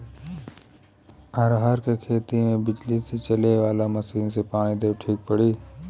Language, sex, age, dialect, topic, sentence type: Bhojpuri, male, 18-24, Western, agriculture, question